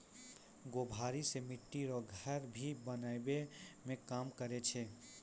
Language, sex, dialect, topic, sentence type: Maithili, male, Angika, agriculture, statement